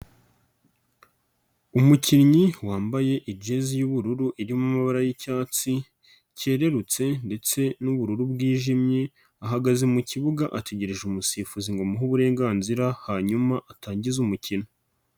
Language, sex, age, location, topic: Kinyarwanda, male, 25-35, Nyagatare, government